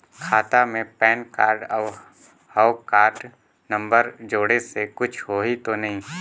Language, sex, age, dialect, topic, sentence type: Chhattisgarhi, male, 18-24, Northern/Bhandar, banking, question